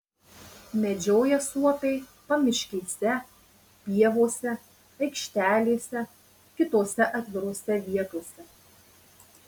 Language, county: Lithuanian, Marijampolė